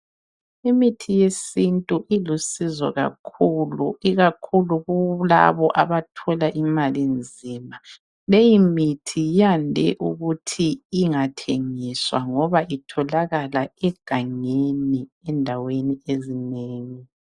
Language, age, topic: North Ndebele, 36-49, health